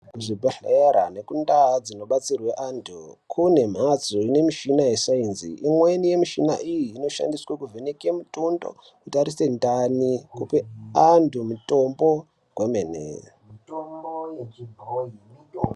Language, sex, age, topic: Ndau, male, 18-24, health